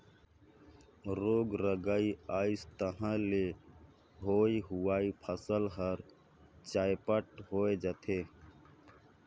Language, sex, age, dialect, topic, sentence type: Chhattisgarhi, male, 25-30, Northern/Bhandar, agriculture, statement